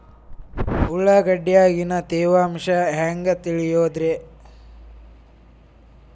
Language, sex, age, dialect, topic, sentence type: Kannada, male, 18-24, Dharwad Kannada, agriculture, question